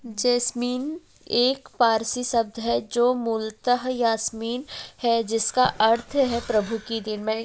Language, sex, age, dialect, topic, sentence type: Hindi, female, 25-30, Marwari Dhudhari, agriculture, statement